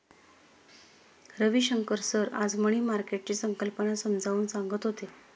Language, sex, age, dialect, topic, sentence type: Marathi, female, 36-40, Standard Marathi, banking, statement